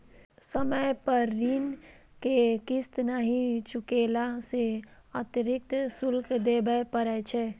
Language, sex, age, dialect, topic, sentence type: Maithili, female, 25-30, Eastern / Thethi, banking, statement